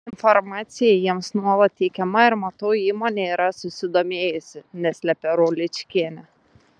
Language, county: Lithuanian, Tauragė